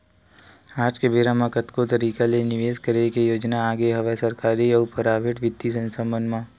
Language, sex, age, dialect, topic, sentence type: Chhattisgarhi, male, 18-24, Western/Budati/Khatahi, banking, statement